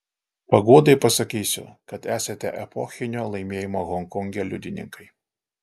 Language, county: Lithuanian, Alytus